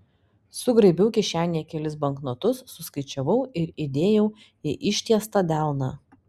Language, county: Lithuanian, Panevėžys